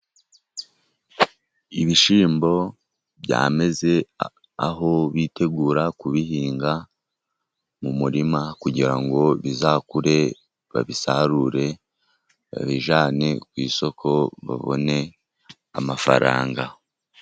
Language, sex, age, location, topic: Kinyarwanda, male, 50+, Musanze, agriculture